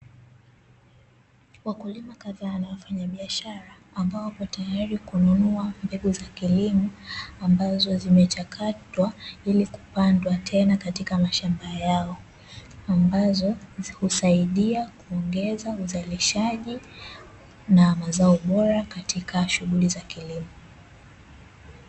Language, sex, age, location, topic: Swahili, female, 18-24, Dar es Salaam, agriculture